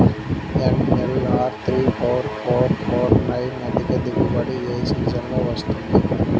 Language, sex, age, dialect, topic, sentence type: Telugu, male, 18-24, Central/Coastal, agriculture, question